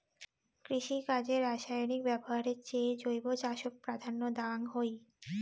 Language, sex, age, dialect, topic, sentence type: Bengali, female, 18-24, Rajbangshi, agriculture, statement